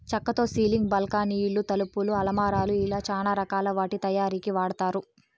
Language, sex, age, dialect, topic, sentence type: Telugu, female, 18-24, Southern, agriculture, statement